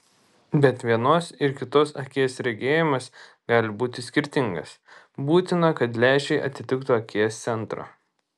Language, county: Lithuanian, Šiauliai